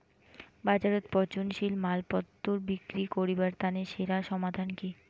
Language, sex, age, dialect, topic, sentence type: Bengali, female, 18-24, Rajbangshi, agriculture, statement